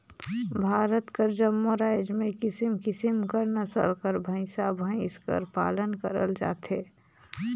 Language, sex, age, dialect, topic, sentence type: Chhattisgarhi, female, 18-24, Northern/Bhandar, agriculture, statement